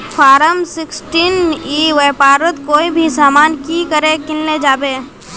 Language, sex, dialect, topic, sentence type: Magahi, female, Northeastern/Surjapuri, agriculture, question